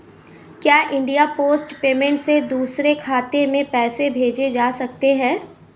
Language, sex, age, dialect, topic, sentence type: Hindi, female, 25-30, Awadhi Bundeli, banking, question